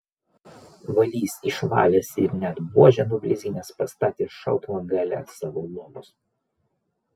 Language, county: Lithuanian, Vilnius